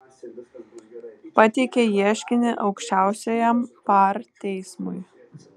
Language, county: Lithuanian, Vilnius